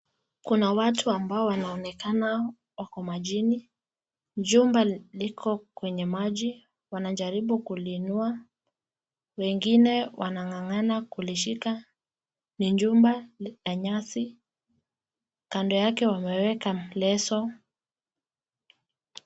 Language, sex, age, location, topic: Swahili, female, 18-24, Nakuru, health